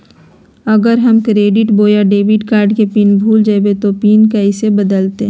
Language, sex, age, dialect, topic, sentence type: Magahi, female, 46-50, Southern, banking, question